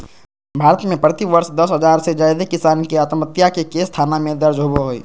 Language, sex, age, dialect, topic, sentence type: Magahi, male, 25-30, Southern, agriculture, statement